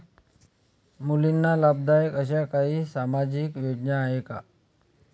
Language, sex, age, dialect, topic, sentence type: Marathi, male, 25-30, Standard Marathi, banking, statement